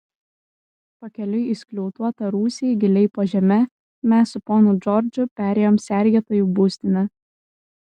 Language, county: Lithuanian, Kaunas